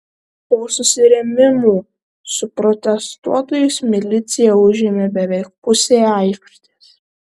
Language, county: Lithuanian, Šiauliai